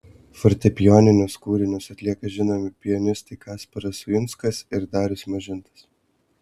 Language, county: Lithuanian, Vilnius